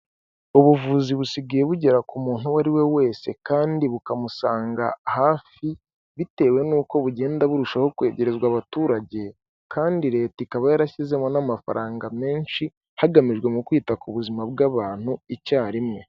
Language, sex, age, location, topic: Kinyarwanda, male, 18-24, Kigali, health